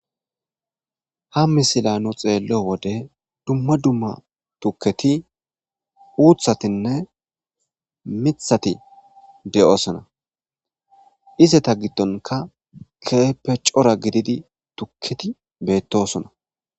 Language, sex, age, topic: Gamo, male, 25-35, agriculture